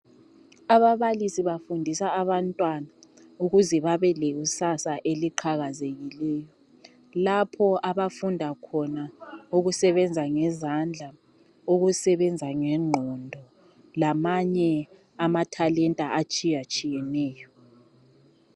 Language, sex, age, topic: North Ndebele, female, 25-35, education